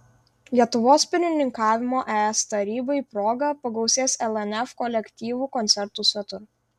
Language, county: Lithuanian, Vilnius